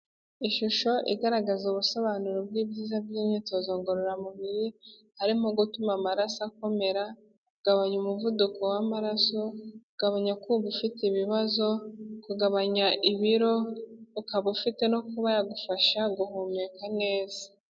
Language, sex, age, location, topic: Kinyarwanda, female, 18-24, Kigali, health